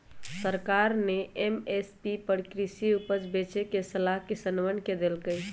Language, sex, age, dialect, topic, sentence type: Magahi, male, 18-24, Western, agriculture, statement